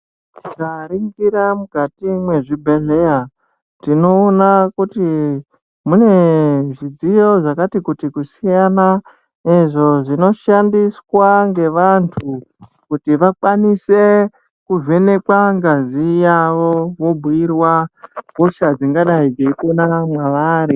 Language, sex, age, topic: Ndau, male, 50+, health